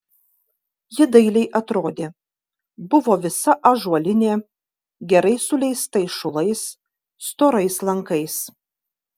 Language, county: Lithuanian, Kaunas